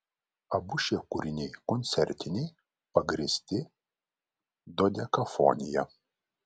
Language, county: Lithuanian, Vilnius